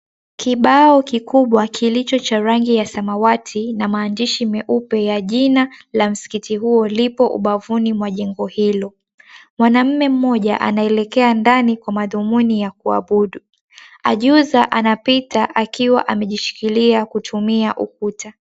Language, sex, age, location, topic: Swahili, female, 18-24, Mombasa, government